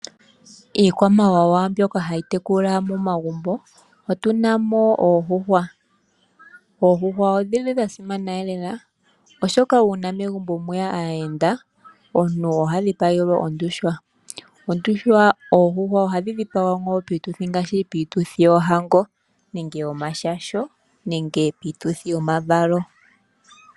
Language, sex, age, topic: Oshiwambo, female, 18-24, agriculture